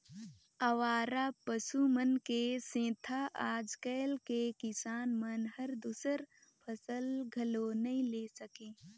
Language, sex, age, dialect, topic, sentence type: Chhattisgarhi, female, 51-55, Northern/Bhandar, agriculture, statement